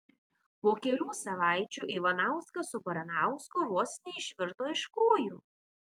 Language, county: Lithuanian, Vilnius